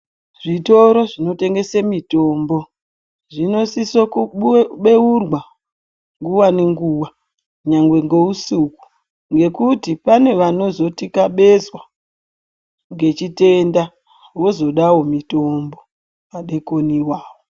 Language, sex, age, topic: Ndau, male, 50+, health